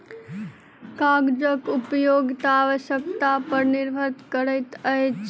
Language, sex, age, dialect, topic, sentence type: Maithili, female, 18-24, Southern/Standard, agriculture, statement